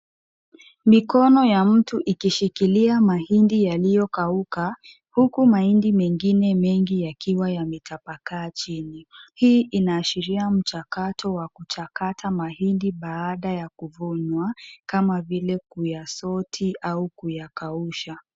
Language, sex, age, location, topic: Swahili, female, 18-24, Kisumu, agriculture